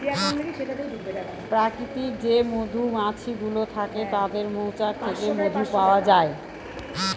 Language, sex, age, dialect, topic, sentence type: Bengali, female, 41-45, Northern/Varendri, agriculture, statement